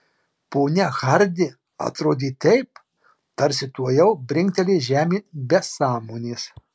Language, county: Lithuanian, Marijampolė